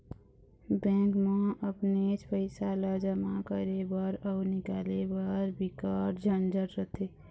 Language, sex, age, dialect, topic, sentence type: Chhattisgarhi, female, 51-55, Eastern, banking, statement